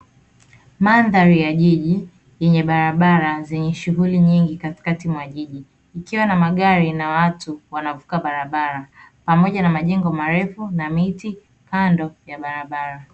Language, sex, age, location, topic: Swahili, female, 25-35, Dar es Salaam, government